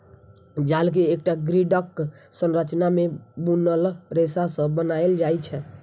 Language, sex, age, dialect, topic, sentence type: Maithili, male, 25-30, Eastern / Thethi, agriculture, statement